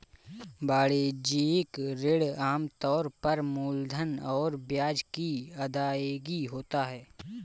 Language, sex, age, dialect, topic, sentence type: Hindi, male, 25-30, Awadhi Bundeli, banking, statement